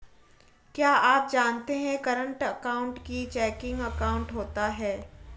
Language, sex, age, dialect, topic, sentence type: Hindi, female, 18-24, Marwari Dhudhari, banking, statement